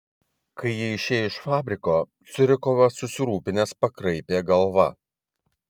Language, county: Lithuanian, Vilnius